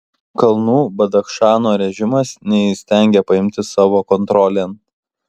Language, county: Lithuanian, Kaunas